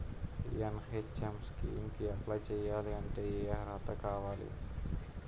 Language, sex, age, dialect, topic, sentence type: Telugu, male, 18-24, Utterandhra, agriculture, question